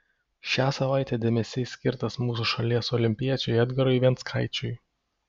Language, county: Lithuanian, Panevėžys